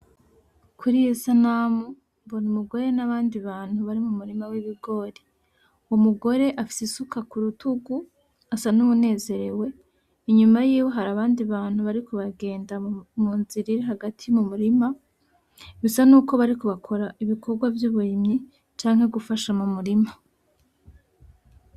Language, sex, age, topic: Rundi, female, 18-24, agriculture